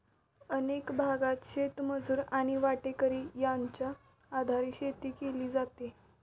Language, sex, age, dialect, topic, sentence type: Marathi, female, 18-24, Standard Marathi, agriculture, statement